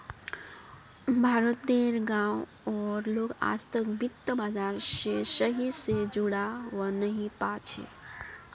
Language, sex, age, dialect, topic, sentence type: Magahi, female, 25-30, Northeastern/Surjapuri, banking, statement